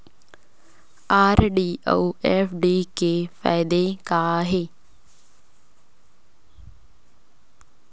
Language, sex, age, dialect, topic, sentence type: Chhattisgarhi, female, 60-100, Central, banking, statement